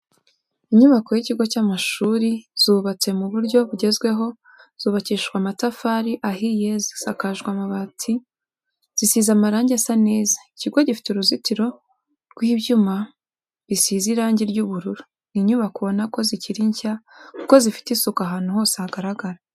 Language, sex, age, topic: Kinyarwanda, female, 18-24, education